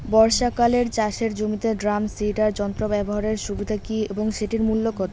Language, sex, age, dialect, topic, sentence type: Bengali, female, 18-24, Rajbangshi, agriculture, question